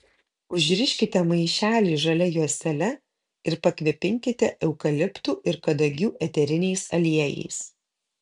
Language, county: Lithuanian, Kaunas